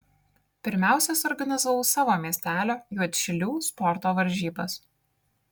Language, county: Lithuanian, Kaunas